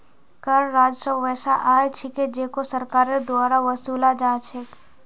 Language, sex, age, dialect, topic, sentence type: Magahi, female, 41-45, Northeastern/Surjapuri, banking, statement